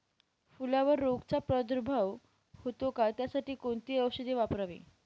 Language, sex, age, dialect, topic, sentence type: Marathi, female, 18-24, Northern Konkan, agriculture, question